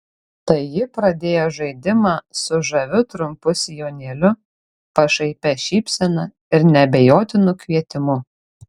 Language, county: Lithuanian, Kaunas